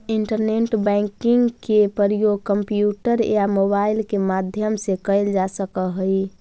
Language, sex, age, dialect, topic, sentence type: Magahi, female, 46-50, Central/Standard, agriculture, statement